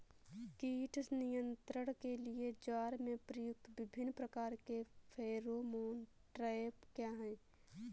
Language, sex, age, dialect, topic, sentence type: Hindi, female, 18-24, Awadhi Bundeli, agriculture, question